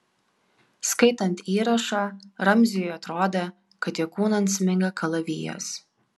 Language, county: Lithuanian, Vilnius